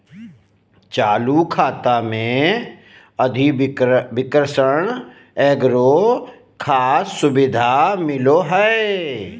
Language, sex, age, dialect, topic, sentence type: Magahi, male, 36-40, Southern, banking, statement